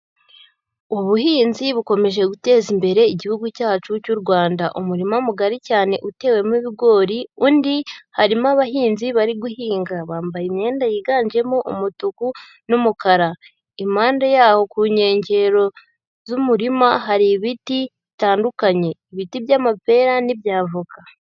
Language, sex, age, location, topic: Kinyarwanda, female, 18-24, Huye, agriculture